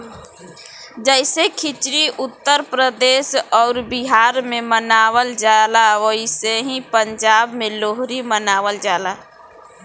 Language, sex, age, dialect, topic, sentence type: Bhojpuri, female, 18-24, Southern / Standard, agriculture, statement